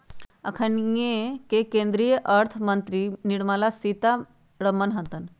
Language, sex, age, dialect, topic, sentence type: Magahi, female, 46-50, Western, banking, statement